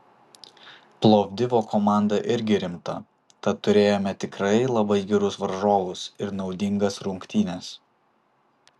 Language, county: Lithuanian, Vilnius